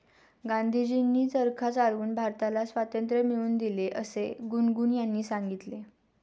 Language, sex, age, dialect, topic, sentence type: Marathi, female, 18-24, Standard Marathi, agriculture, statement